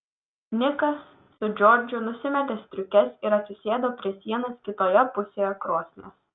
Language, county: Lithuanian, Telšiai